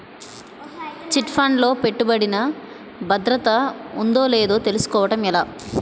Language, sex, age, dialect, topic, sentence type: Telugu, female, 25-30, Utterandhra, banking, question